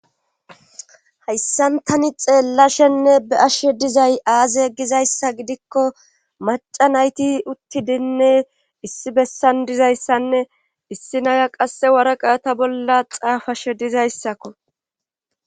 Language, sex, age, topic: Gamo, female, 25-35, government